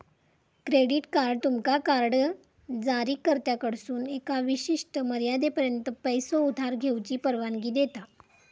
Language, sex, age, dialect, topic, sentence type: Marathi, female, 25-30, Southern Konkan, banking, statement